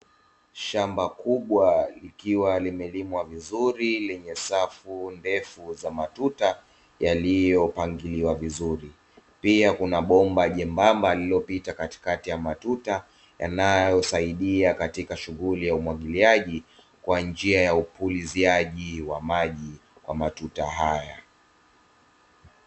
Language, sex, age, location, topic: Swahili, male, 25-35, Dar es Salaam, agriculture